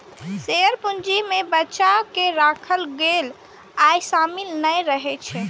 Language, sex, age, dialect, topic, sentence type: Maithili, male, 36-40, Eastern / Thethi, banking, statement